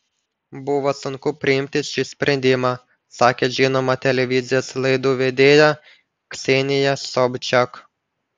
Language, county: Lithuanian, Panevėžys